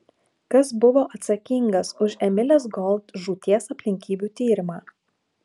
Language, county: Lithuanian, Klaipėda